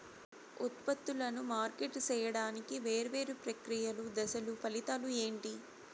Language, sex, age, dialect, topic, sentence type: Telugu, female, 31-35, Southern, agriculture, question